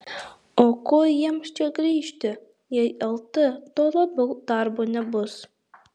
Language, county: Lithuanian, Alytus